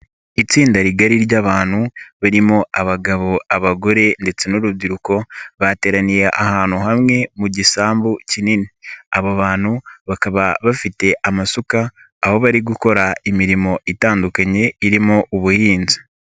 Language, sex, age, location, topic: Kinyarwanda, male, 25-35, Nyagatare, government